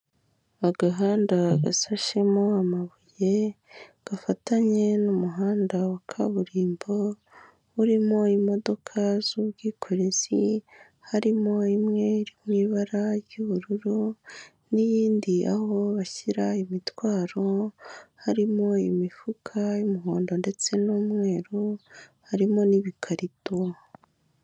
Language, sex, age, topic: Kinyarwanda, male, 18-24, government